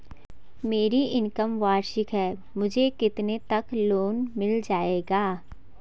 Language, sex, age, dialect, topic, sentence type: Hindi, female, 18-24, Garhwali, banking, question